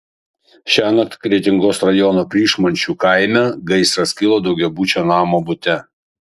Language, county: Lithuanian, Kaunas